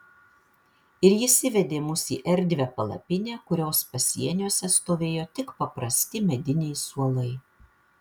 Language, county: Lithuanian, Vilnius